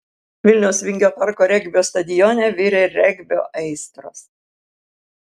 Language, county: Lithuanian, Kaunas